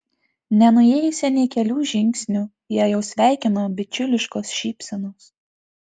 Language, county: Lithuanian, Tauragė